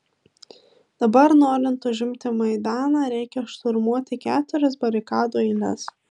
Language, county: Lithuanian, Marijampolė